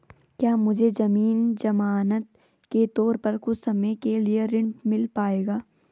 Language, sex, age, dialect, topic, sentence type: Hindi, female, 18-24, Garhwali, banking, question